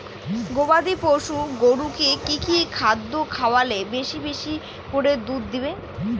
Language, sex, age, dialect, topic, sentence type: Bengali, female, 18-24, Rajbangshi, agriculture, question